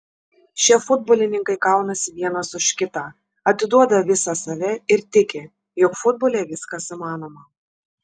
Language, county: Lithuanian, Šiauliai